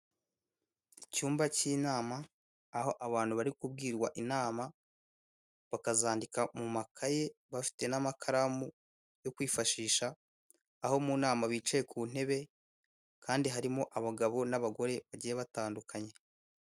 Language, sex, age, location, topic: Kinyarwanda, male, 18-24, Kigali, government